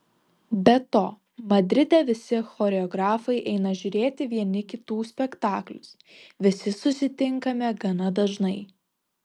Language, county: Lithuanian, Vilnius